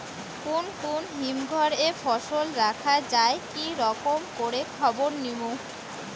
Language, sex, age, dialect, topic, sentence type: Bengali, female, 18-24, Rajbangshi, agriculture, question